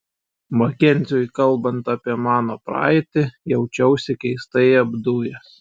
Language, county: Lithuanian, Šiauliai